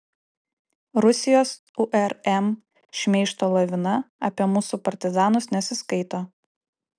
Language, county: Lithuanian, Utena